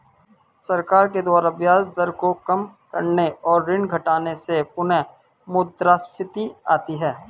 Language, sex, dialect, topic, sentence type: Hindi, male, Hindustani Malvi Khadi Boli, banking, statement